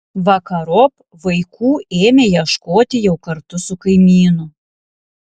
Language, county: Lithuanian, Alytus